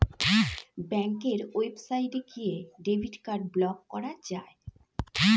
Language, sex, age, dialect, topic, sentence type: Bengali, female, 41-45, Standard Colloquial, banking, statement